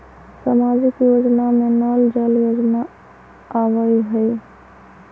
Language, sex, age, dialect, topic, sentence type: Magahi, female, 25-30, Western, banking, question